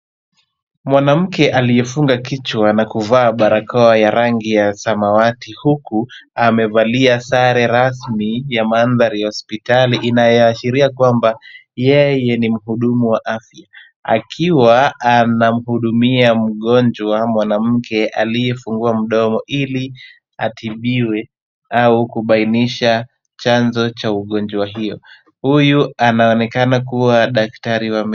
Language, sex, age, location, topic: Swahili, male, 25-35, Kisumu, health